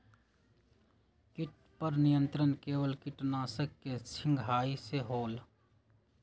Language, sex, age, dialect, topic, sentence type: Magahi, male, 56-60, Western, agriculture, question